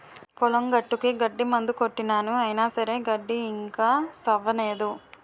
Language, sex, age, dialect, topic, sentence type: Telugu, female, 18-24, Utterandhra, agriculture, statement